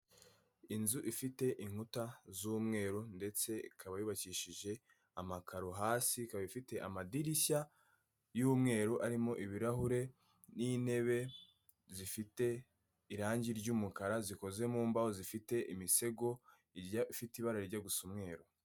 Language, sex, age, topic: Kinyarwanda, male, 18-24, finance